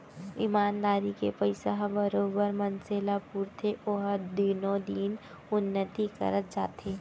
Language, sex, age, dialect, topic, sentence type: Chhattisgarhi, female, 25-30, Central, banking, statement